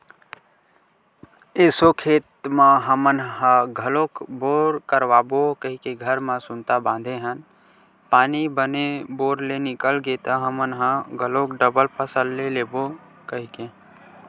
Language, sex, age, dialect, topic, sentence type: Chhattisgarhi, male, 18-24, Western/Budati/Khatahi, agriculture, statement